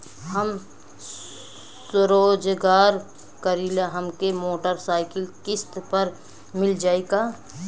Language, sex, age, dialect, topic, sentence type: Bhojpuri, female, 25-30, Western, banking, question